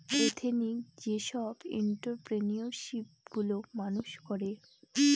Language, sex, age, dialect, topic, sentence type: Bengali, female, 18-24, Northern/Varendri, banking, statement